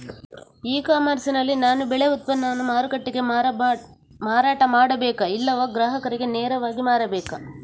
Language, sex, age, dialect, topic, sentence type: Kannada, female, 46-50, Coastal/Dakshin, agriculture, question